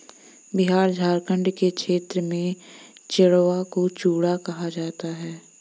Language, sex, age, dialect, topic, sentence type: Hindi, female, 18-24, Hindustani Malvi Khadi Boli, agriculture, statement